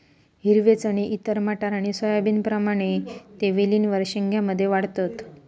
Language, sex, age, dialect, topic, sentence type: Marathi, female, 18-24, Southern Konkan, agriculture, statement